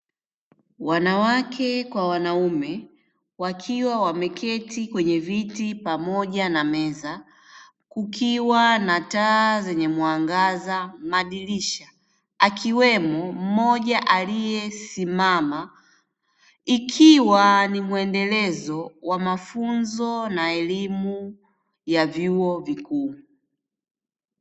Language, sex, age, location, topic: Swahili, female, 25-35, Dar es Salaam, education